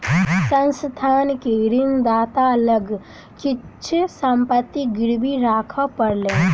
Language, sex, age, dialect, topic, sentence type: Maithili, female, 18-24, Southern/Standard, banking, statement